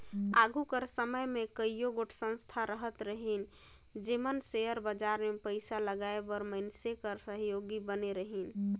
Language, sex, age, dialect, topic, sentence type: Chhattisgarhi, female, 31-35, Northern/Bhandar, banking, statement